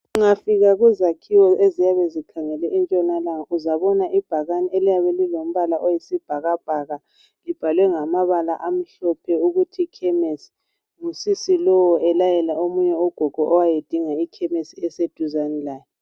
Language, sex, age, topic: North Ndebele, female, 18-24, health